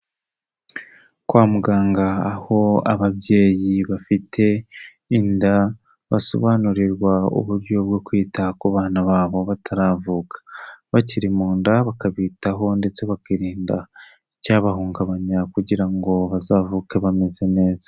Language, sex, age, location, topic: Kinyarwanda, male, 18-24, Kigali, health